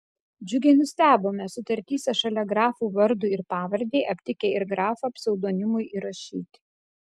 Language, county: Lithuanian, Kaunas